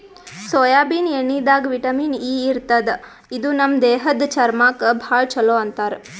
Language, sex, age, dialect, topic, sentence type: Kannada, female, 18-24, Northeastern, agriculture, statement